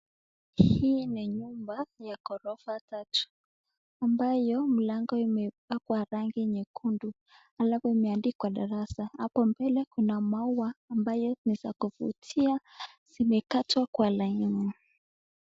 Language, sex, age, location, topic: Swahili, female, 18-24, Nakuru, education